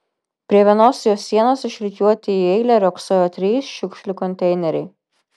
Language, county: Lithuanian, Vilnius